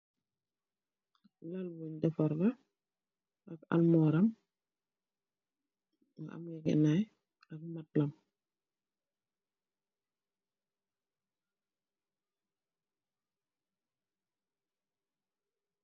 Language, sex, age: Wolof, female, 36-49